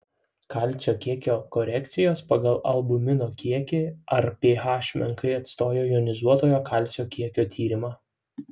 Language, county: Lithuanian, Šiauliai